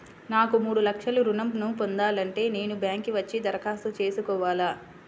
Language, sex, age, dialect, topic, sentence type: Telugu, female, 25-30, Central/Coastal, banking, question